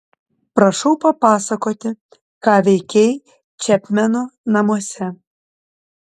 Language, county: Lithuanian, Panevėžys